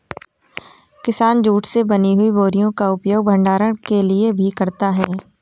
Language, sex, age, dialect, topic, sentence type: Hindi, female, 18-24, Awadhi Bundeli, agriculture, statement